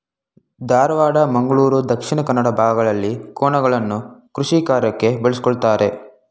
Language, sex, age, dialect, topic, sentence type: Kannada, male, 18-24, Mysore Kannada, agriculture, statement